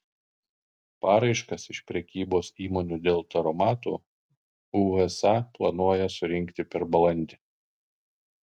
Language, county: Lithuanian, Kaunas